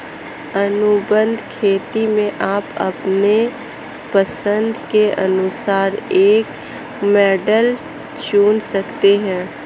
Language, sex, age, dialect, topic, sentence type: Hindi, female, 18-24, Marwari Dhudhari, agriculture, statement